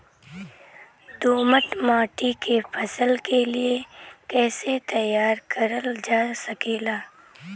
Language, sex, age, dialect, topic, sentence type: Bhojpuri, female, <18, Western, agriculture, question